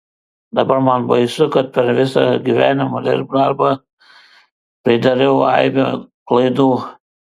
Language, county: Lithuanian, Vilnius